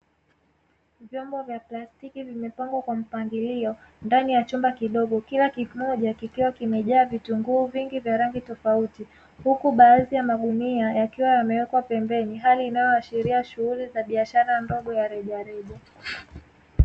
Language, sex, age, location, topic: Swahili, female, 18-24, Dar es Salaam, finance